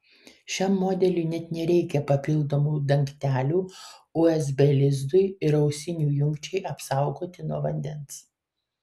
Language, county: Lithuanian, Kaunas